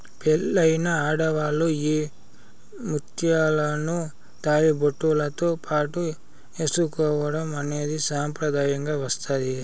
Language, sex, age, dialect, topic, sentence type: Telugu, male, 56-60, Southern, agriculture, statement